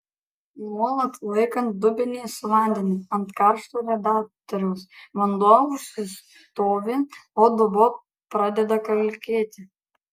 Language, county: Lithuanian, Kaunas